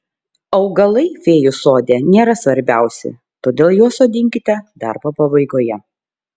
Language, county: Lithuanian, Šiauliai